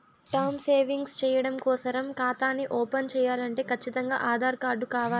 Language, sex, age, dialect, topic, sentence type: Telugu, female, 18-24, Southern, banking, statement